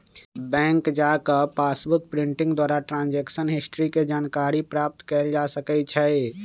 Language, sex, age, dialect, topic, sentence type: Magahi, male, 25-30, Western, banking, statement